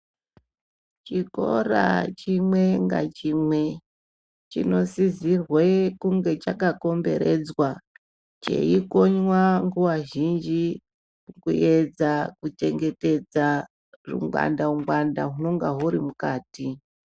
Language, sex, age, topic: Ndau, female, 36-49, education